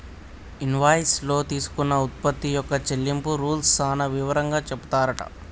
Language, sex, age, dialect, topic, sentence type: Telugu, male, 18-24, Telangana, banking, statement